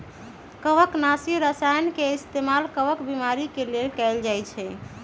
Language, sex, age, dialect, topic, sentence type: Magahi, female, 31-35, Western, agriculture, statement